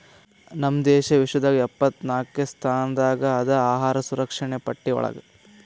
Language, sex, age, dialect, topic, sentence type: Kannada, male, 18-24, Northeastern, agriculture, statement